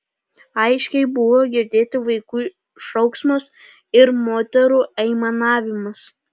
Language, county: Lithuanian, Panevėžys